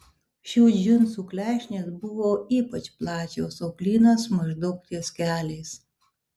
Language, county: Lithuanian, Alytus